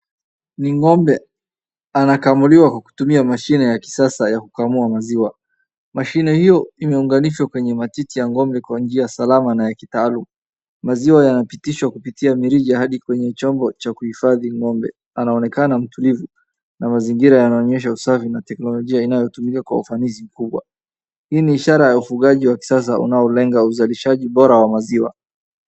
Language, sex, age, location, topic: Swahili, male, 25-35, Wajir, agriculture